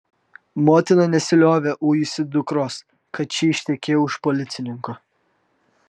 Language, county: Lithuanian, Vilnius